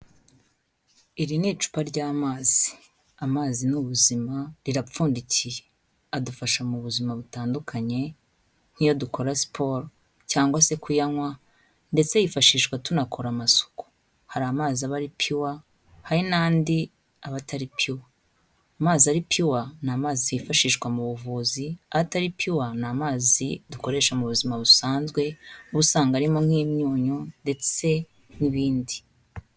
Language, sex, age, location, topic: Kinyarwanda, female, 25-35, Kigali, health